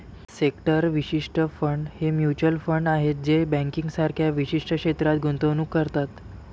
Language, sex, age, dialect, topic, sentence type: Marathi, male, 18-24, Varhadi, banking, statement